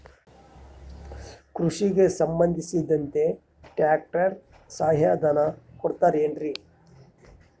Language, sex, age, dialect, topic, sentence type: Kannada, male, 31-35, Central, agriculture, question